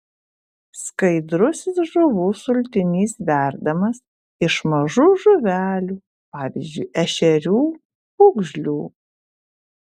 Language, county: Lithuanian, Kaunas